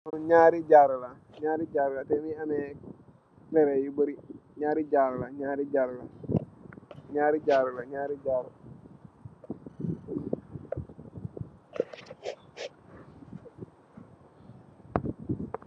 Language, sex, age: Wolof, male, 18-24